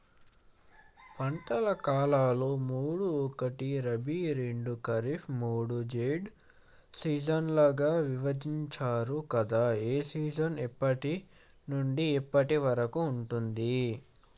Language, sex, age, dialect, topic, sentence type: Telugu, male, 18-24, Telangana, agriculture, question